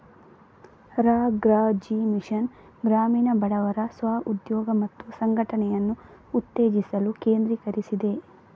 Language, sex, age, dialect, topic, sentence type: Kannada, female, 25-30, Coastal/Dakshin, banking, statement